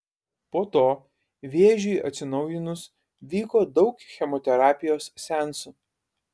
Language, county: Lithuanian, Kaunas